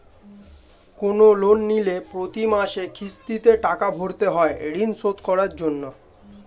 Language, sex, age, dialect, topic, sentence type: Bengali, male, 18-24, Standard Colloquial, banking, statement